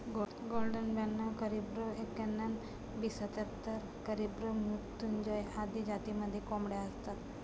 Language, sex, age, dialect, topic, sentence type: Marathi, female, 25-30, Standard Marathi, agriculture, statement